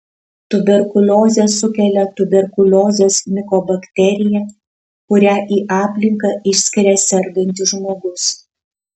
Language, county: Lithuanian, Kaunas